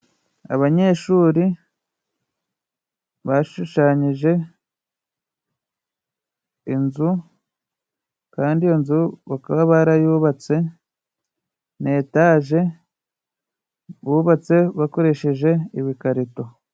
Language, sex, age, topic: Kinyarwanda, male, 25-35, education